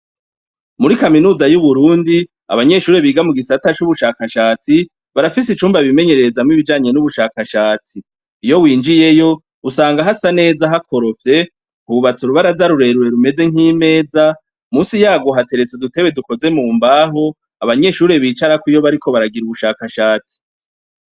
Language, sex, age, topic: Rundi, male, 36-49, education